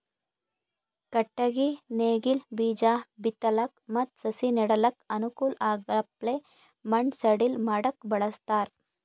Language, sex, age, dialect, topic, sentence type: Kannada, female, 31-35, Northeastern, agriculture, statement